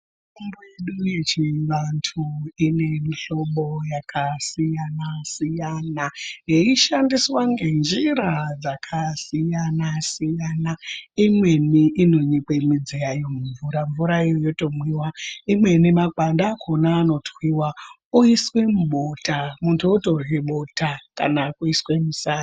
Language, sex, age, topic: Ndau, male, 18-24, health